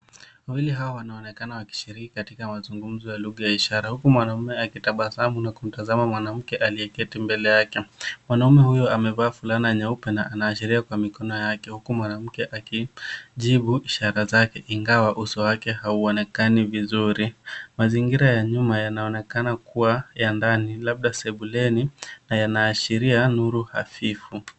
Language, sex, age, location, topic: Swahili, male, 18-24, Nairobi, education